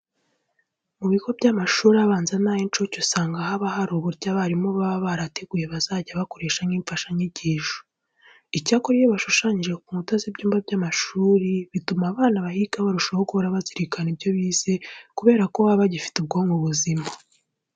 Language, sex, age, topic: Kinyarwanda, female, 18-24, education